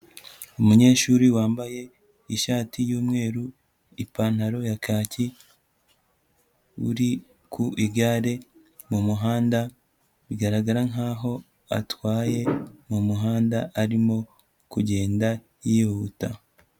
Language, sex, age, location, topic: Kinyarwanda, male, 18-24, Kigali, education